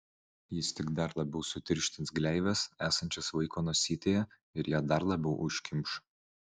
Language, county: Lithuanian, Vilnius